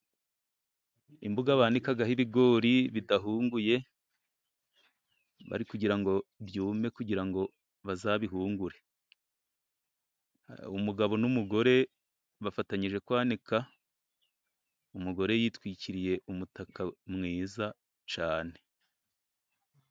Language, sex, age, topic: Kinyarwanda, male, 36-49, agriculture